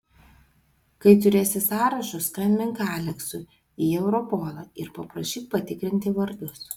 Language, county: Lithuanian, Vilnius